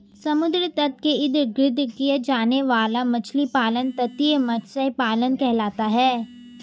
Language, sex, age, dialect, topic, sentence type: Hindi, female, 18-24, Hindustani Malvi Khadi Boli, agriculture, statement